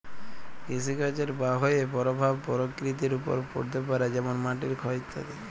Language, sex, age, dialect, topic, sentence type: Bengali, male, 18-24, Jharkhandi, agriculture, statement